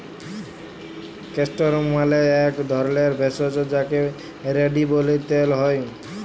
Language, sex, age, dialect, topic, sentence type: Bengali, male, 18-24, Jharkhandi, agriculture, statement